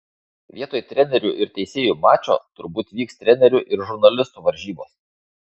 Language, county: Lithuanian, Šiauliai